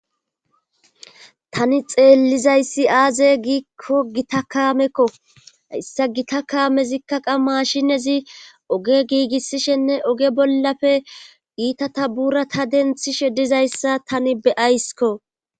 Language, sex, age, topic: Gamo, female, 25-35, government